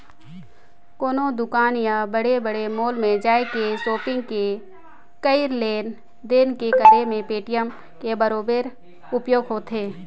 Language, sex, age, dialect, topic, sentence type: Chhattisgarhi, female, 60-100, Northern/Bhandar, banking, statement